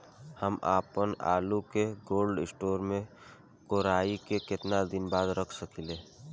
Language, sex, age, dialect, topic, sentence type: Bhojpuri, male, 18-24, Southern / Standard, agriculture, question